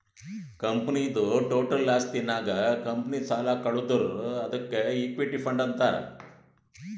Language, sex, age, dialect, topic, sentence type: Kannada, male, 60-100, Northeastern, banking, statement